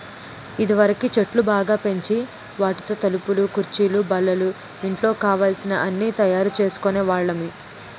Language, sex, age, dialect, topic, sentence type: Telugu, female, 18-24, Utterandhra, agriculture, statement